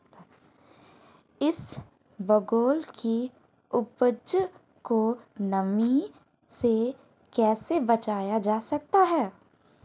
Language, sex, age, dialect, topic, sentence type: Hindi, female, 25-30, Marwari Dhudhari, agriculture, question